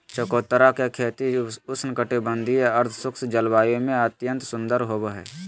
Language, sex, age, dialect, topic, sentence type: Magahi, male, 18-24, Southern, agriculture, statement